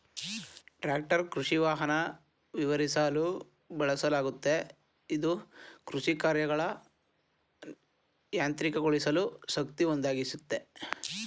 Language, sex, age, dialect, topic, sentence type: Kannada, male, 18-24, Mysore Kannada, agriculture, statement